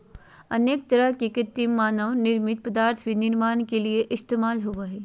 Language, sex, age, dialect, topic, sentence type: Magahi, female, 31-35, Southern, agriculture, statement